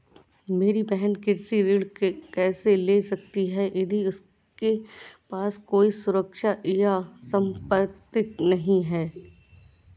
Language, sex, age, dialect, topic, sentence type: Hindi, female, 31-35, Awadhi Bundeli, agriculture, statement